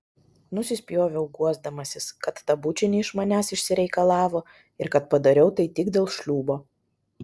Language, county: Lithuanian, Vilnius